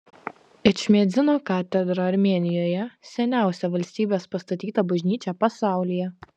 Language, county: Lithuanian, Vilnius